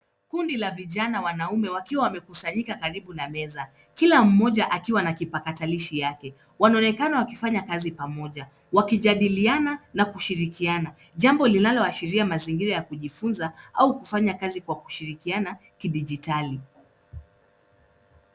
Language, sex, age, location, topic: Swahili, female, 25-35, Nairobi, education